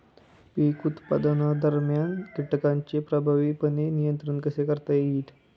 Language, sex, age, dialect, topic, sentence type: Marathi, male, 18-24, Standard Marathi, agriculture, question